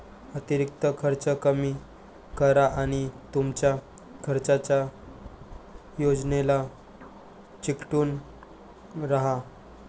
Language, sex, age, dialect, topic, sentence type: Marathi, male, 18-24, Varhadi, banking, statement